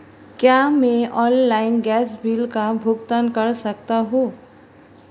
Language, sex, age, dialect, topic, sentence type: Hindi, female, 36-40, Marwari Dhudhari, banking, question